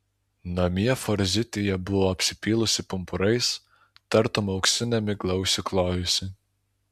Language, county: Lithuanian, Alytus